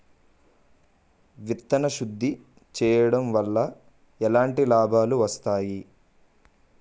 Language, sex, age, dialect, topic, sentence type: Telugu, male, 18-24, Utterandhra, agriculture, question